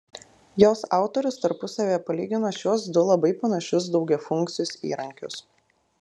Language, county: Lithuanian, Klaipėda